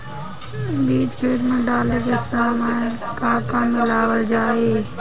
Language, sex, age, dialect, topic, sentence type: Bhojpuri, female, 18-24, Northern, agriculture, question